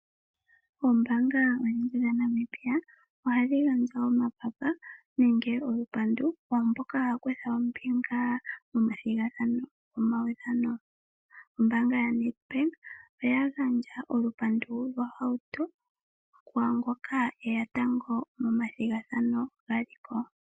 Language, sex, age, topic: Oshiwambo, female, 25-35, finance